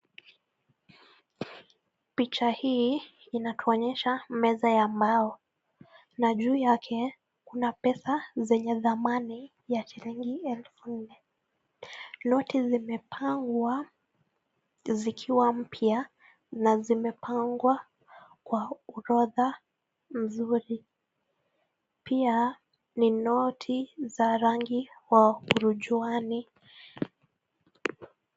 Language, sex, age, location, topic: Swahili, female, 18-24, Nakuru, finance